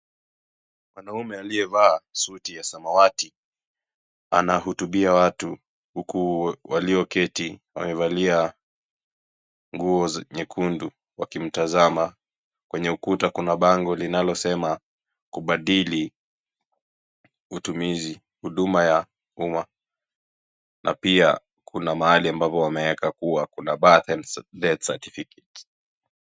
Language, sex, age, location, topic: Swahili, male, 25-35, Kisii, government